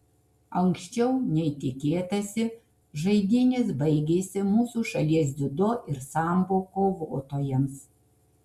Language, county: Lithuanian, Kaunas